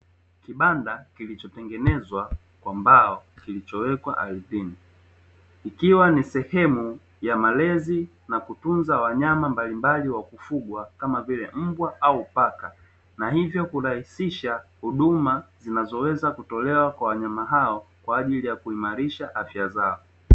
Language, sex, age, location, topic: Swahili, male, 25-35, Dar es Salaam, agriculture